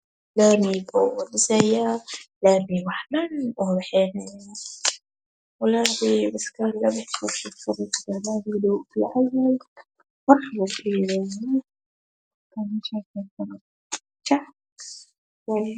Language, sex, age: Somali, male, 18-24